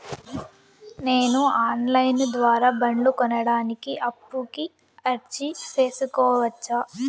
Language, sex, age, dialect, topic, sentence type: Telugu, female, 18-24, Southern, banking, question